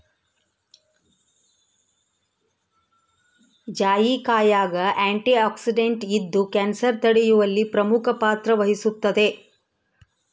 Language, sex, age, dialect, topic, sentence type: Kannada, female, 41-45, Central, agriculture, statement